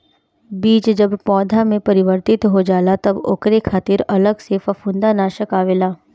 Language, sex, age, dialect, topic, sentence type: Bhojpuri, female, 18-24, Northern, agriculture, statement